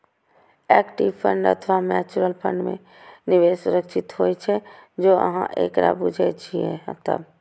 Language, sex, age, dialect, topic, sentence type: Maithili, female, 25-30, Eastern / Thethi, banking, statement